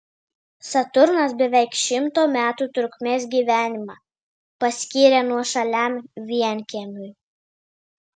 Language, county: Lithuanian, Vilnius